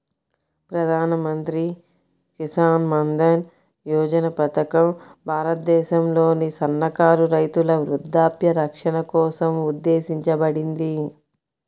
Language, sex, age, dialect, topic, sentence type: Telugu, female, 56-60, Central/Coastal, agriculture, statement